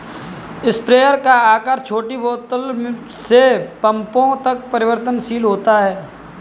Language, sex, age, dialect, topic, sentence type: Hindi, male, 18-24, Kanauji Braj Bhasha, agriculture, statement